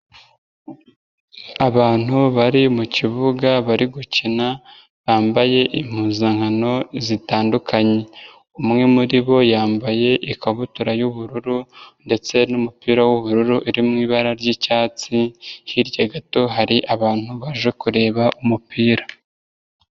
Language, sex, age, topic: Kinyarwanda, male, 25-35, government